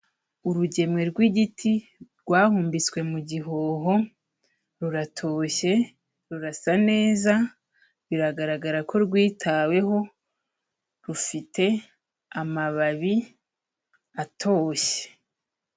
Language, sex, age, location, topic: Kinyarwanda, female, 25-35, Kigali, health